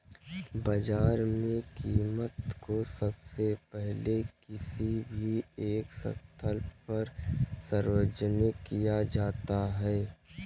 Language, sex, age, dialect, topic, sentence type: Hindi, male, 18-24, Kanauji Braj Bhasha, banking, statement